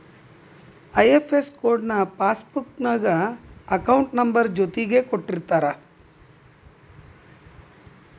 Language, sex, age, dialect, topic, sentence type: Kannada, female, 60-100, Dharwad Kannada, banking, statement